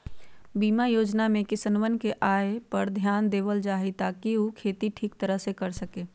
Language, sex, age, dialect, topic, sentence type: Magahi, female, 51-55, Western, agriculture, statement